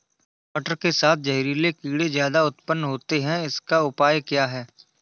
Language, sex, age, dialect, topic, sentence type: Hindi, male, 18-24, Awadhi Bundeli, agriculture, question